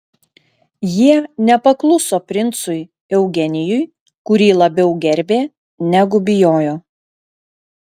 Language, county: Lithuanian, Klaipėda